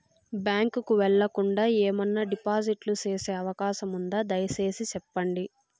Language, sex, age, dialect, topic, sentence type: Telugu, female, 46-50, Southern, banking, question